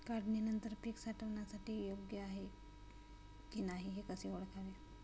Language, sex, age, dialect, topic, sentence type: Marathi, female, 25-30, Standard Marathi, agriculture, question